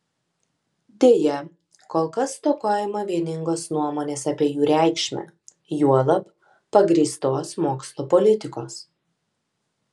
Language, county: Lithuanian, Alytus